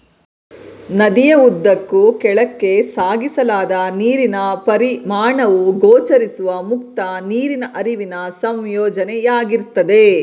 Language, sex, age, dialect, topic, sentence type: Kannada, female, 36-40, Mysore Kannada, agriculture, statement